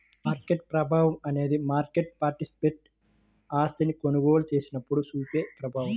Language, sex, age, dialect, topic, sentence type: Telugu, male, 25-30, Central/Coastal, banking, statement